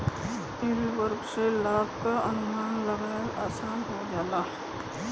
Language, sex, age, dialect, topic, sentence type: Bhojpuri, male, 31-35, Western, banking, statement